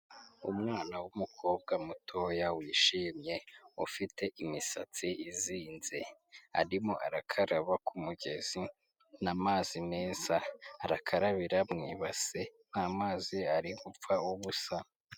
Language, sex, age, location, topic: Kinyarwanda, male, 18-24, Huye, health